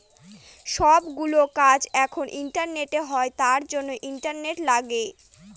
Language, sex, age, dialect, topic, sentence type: Bengali, female, 60-100, Northern/Varendri, banking, statement